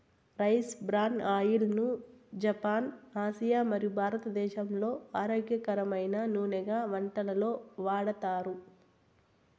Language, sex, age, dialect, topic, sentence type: Telugu, female, 18-24, Southern, agriculture, statement